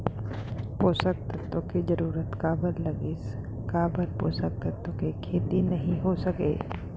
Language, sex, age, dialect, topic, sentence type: Chhattisgarhi, female, 25-30, Central, agriculture, question